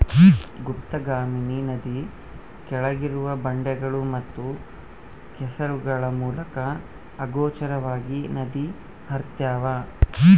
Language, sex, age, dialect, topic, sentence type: Kannada, male, 25-30, Central, agriculture, statement